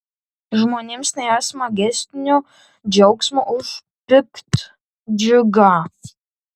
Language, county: Lithuanian, Tauragė